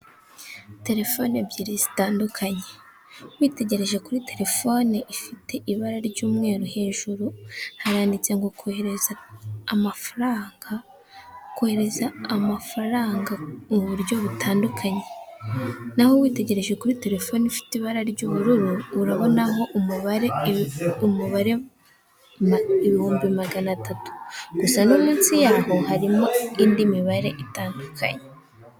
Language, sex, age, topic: Kinyarwanda, female, 18-24, finance